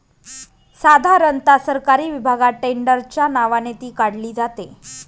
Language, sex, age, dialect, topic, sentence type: Marathi, female, 41-45, Northern Konkan, agriculture, statement